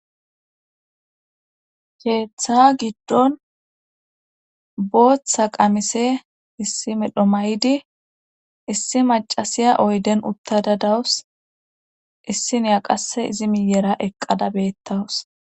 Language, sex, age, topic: Gamo, female, 18-24, government